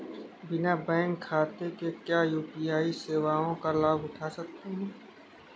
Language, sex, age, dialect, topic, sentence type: Hindi, male, 18-24, Kanauji Braj Bhasha, banking, question